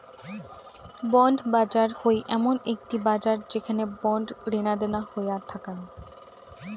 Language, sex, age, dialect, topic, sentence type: Bengali, female, 18-24, Rajbangshi, banking, statement